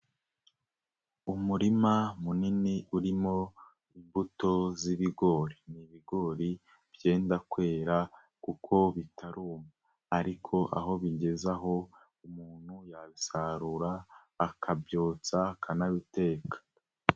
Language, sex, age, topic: Kinyarwanda, male, 18-24, agriculture